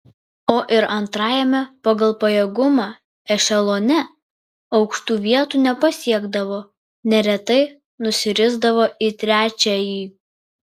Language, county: Lithuanian, Vilnius